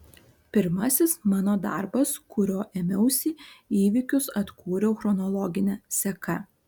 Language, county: Lithuanian, Alytus